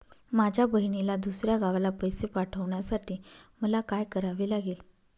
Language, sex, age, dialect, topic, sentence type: Marathi, female, 31-35, Northern Konkan, banking, question